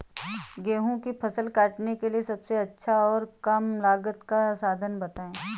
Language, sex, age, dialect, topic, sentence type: Hindi, female, 25-30, Awadhi Bundeli, agriculture, question